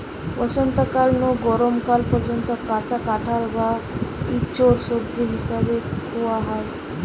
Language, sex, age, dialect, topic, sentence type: Bengali, female, 18-24, Western, agriculture, statement